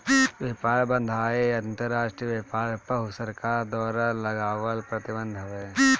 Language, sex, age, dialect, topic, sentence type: Bhojpuri, male, 18-24, Northern, banking, statement